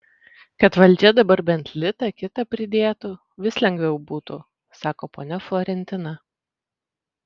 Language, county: Lithuanian, Vilnius